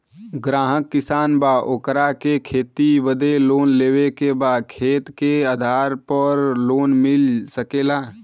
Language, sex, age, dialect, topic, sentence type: Bhojpuri, male, 18-24, Western, banking, question